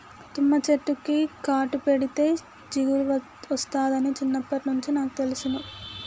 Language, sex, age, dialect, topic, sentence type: Telugu, female, 18-24, Telangana, agriculture, statement